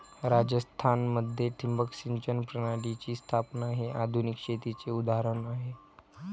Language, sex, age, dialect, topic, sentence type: Marathi, male, 18-24, Varhadi, agriculture, statement